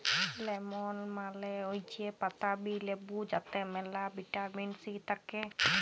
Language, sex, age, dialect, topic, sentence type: Bengali, female, 18-24, Jharkhandi, agriculture, statement